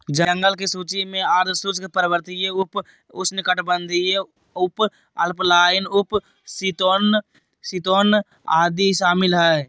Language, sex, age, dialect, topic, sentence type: Magahi, male, 18-24, Southern, agriculture, statement